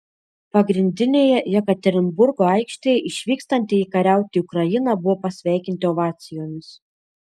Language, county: Lithuanian, Šiauliai